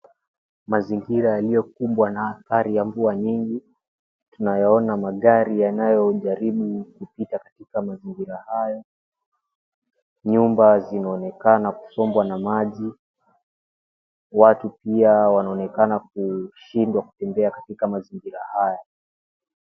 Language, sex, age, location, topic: Swahili, male, 18-24, Mombasa, health